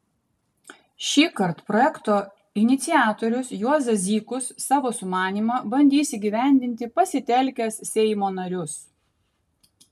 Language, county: Lithuanian, Kaunas